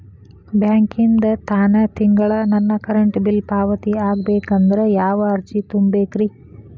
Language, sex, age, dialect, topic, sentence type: Kannada, female, 31-35, Dharwad Kannada, banking, question